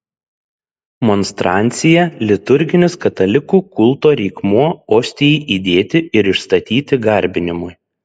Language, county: Lithuanian, Šiauliai